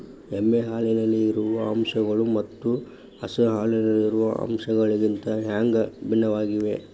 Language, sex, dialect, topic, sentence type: Kannada, male, Dharwad Kannada, agriculture, question